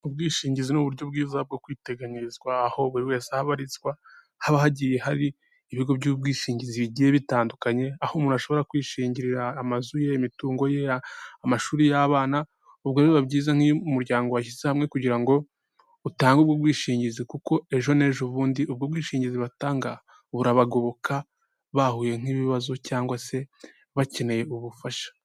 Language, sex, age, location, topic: Kinyarwanda, male, 18-24, Kigali, finance